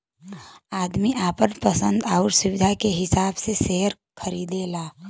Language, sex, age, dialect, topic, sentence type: Bhojpuri, female, 18-24, Western, banking, statement